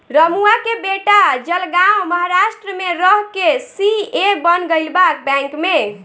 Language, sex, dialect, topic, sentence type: Bhojpuri, female, Southern / Standard, banking, question